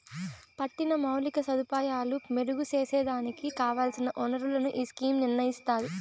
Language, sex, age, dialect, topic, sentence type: Telugu, female, 18-24, Southern, banking, statement